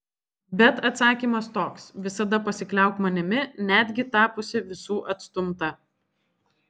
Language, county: Lithuanian, Alytus